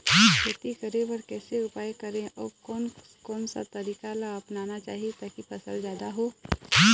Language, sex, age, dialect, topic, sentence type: Chhattisgarhi, female, 25-30, Eastern, agriculture, question